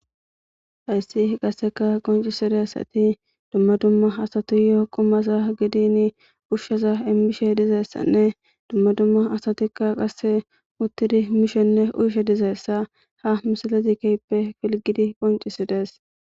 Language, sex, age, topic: Gamo, female, 18-24, government